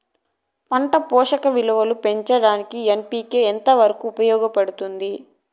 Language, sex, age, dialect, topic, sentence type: Telugu, female, 31-35, Southern, agriculture, question